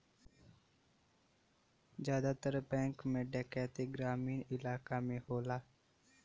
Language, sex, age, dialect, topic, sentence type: Bhojpuri, male, 18-24, Western, banking, statement